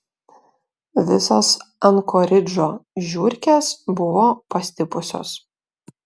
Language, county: Lithuanian, Klaipėda